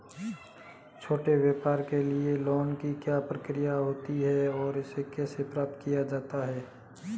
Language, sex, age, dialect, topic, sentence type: Hindi, male, 25-30, Marwari Dhudhari, banking, question